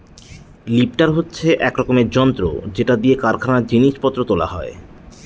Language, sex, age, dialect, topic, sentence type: Bengali, male, 31-35, Northern/Varendri, agriculture, statement